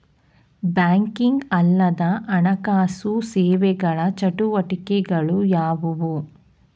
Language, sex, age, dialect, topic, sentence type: Kannada, female, 31-35, Mysore Kannada, banking, question